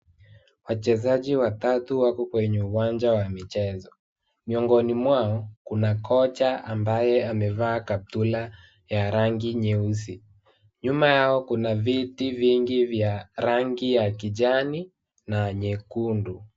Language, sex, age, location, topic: Swahili, male, 18-24, Wajir, education